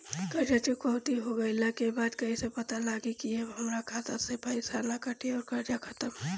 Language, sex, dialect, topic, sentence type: Bhojpuri, female, Southern / Standard, banking, question